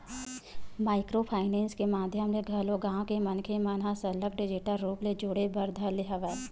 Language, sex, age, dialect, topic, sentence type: Chhattisgarhi, female, 25-30, Western/Budati/Khatahi, banking, statement